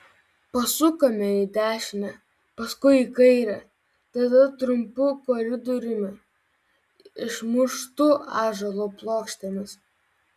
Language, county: Lithuanian, Vilnius